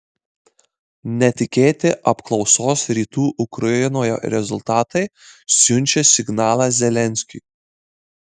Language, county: Lithuanian, Marijampolė